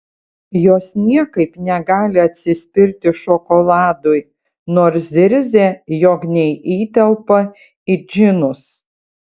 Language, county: Lithuanian, Utena